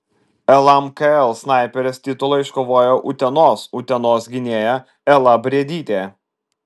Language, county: Lithuanian, Vilnius